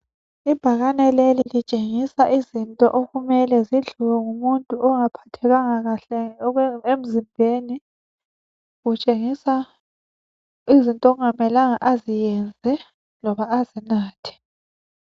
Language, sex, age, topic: North Ndebele, female, 25-35, health